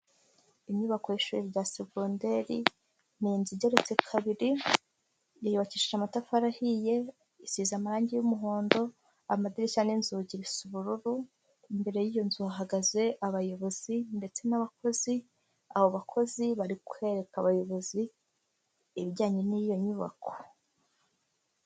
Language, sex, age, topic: Kinyarwanda, female, 25-35, education